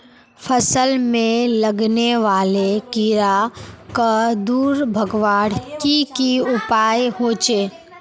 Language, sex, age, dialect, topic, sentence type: Magahi, female, 18-24, Northeastern/Surjapuri, agriculture, question